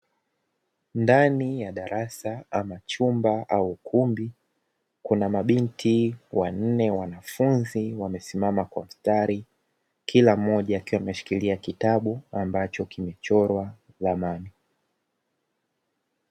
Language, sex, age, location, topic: Swahili, male, 18-24, Dar es Salaam, education